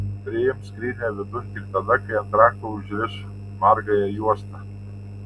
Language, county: Lithuanian, Tauragė